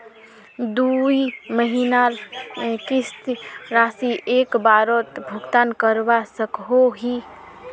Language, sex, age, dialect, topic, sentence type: Magahi, female, 56-60, Northeastern/Surjapuri, banking, question